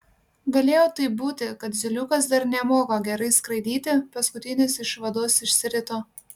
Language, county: Lithuanian, Panevėžys